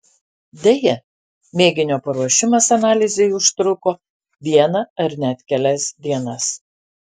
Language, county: Lithuanian, Alytus